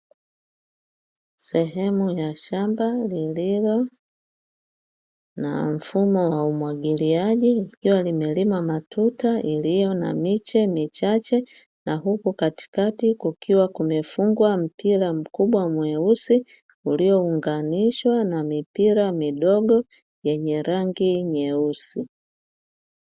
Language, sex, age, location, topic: Swahili, female, 50+, Dar es Salaam, agriculture